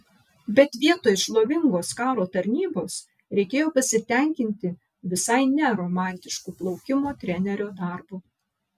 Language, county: Lithuanian, Vilnius